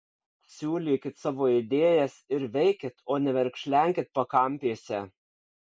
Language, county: Lithuanian, Kaunas